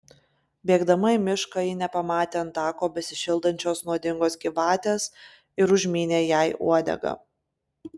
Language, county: Lithuanian, Klaipėda